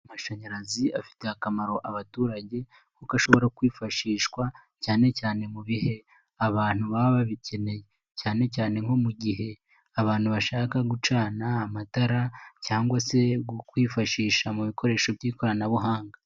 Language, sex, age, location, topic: Kinyarwanda, male, 18-24, Nyagatare, government